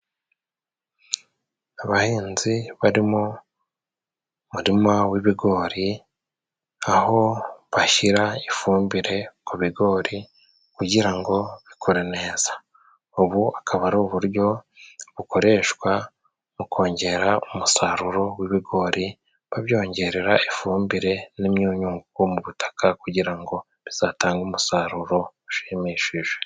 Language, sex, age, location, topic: Kinyarwanda, male, 36-49, Musanze, agriculture